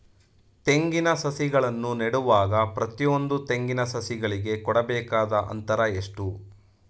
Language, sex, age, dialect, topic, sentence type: Kannada, male, 31-35, Mysore Kannada, agriculture, question